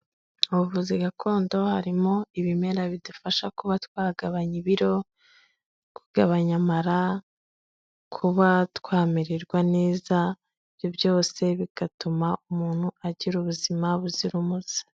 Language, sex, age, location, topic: Kinyarwanda, female, 25-35, Kigali, health